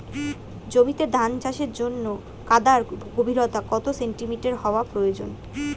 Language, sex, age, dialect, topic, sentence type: Bengali, female, 18-24, Standard Colloquial, agriculture, question